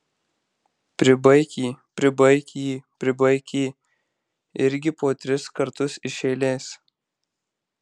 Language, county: Lithuanian, Marijampolė